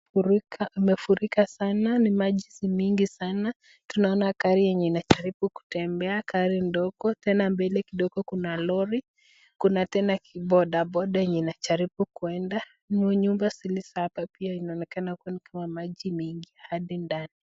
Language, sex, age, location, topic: Swahili, female, 18-24, Nakuru, health